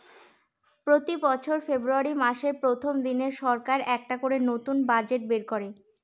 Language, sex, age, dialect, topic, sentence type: Bengali, female, 18-24, Northern/Varendri, banking, statement